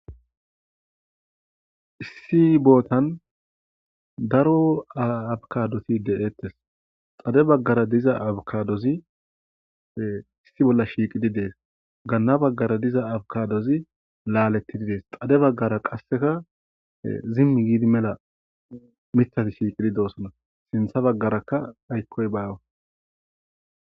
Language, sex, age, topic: Gamo, male, 25-35, agriculture